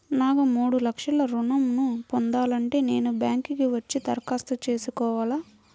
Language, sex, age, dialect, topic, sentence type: Telugu, female, 25-30, Central/Coastal, banking, question